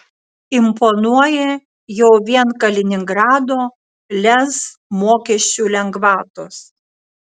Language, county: Lithuanian, Tauragė